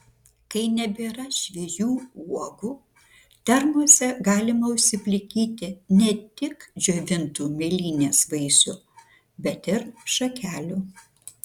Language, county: Lithuanian, Šiauliai